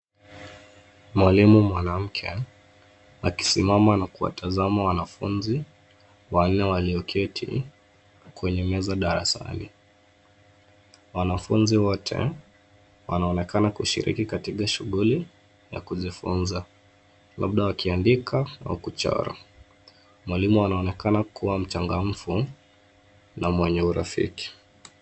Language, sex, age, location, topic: Swahili, male, 25-35, Nairobi, education